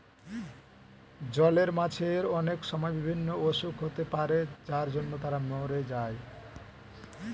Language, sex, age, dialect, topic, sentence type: Bengali, male, 18-24, Standard Colloquial, agriculture, statement